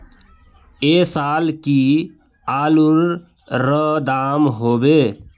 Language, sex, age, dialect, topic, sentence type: Magahi, male, 18-24, Northeastern/Surjapuri, agriculture, question